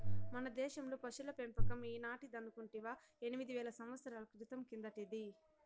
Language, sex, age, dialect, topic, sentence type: Telugu, female, 60-100, Southern, agriculture, statement